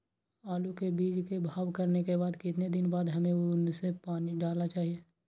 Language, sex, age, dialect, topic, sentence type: Magahi, male, 41-45, Western, agriculture, question